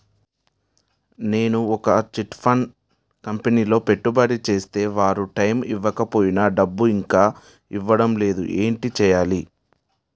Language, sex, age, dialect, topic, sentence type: Telugu, male, 18-24, Utterandhra, banking, question